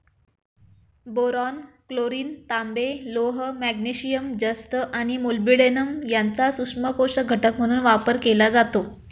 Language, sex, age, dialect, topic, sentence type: Marathi, female, 25-30, Standard Marathi, agriculture, statement